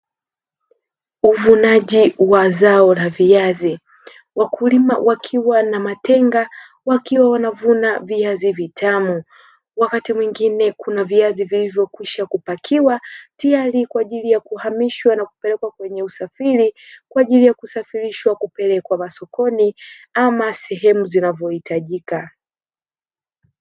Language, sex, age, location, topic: Swahili, female, 25-35, Dar es Salaam, agriculture